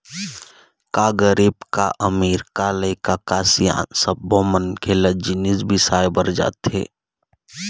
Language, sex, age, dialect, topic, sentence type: Chhattisgarhi, male, 31-35, Eastern, agriculture, statement